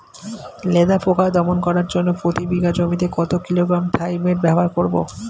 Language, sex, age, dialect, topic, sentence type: Bengali, male, 25-30, Standard Colloquial, agriculture, question